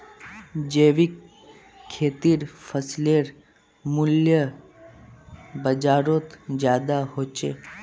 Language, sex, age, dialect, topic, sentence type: Magahi, male, 46-50, Northeastern/Surjapuri, agriculture, statement